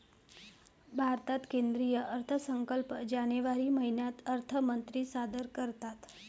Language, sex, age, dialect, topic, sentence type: Marathi, female, 31-35, Varhadi, banking, statement